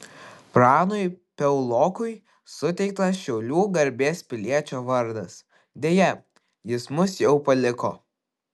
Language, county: Lithuanian, Kaunas